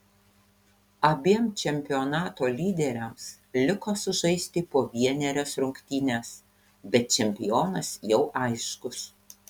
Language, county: Lithuanian, Panevėžys